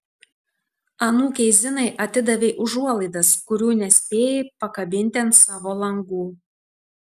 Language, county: Lithuanian, Tauragė